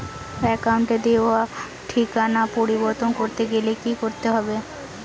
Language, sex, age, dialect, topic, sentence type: Bengali, female, 18-24, Western, banking, question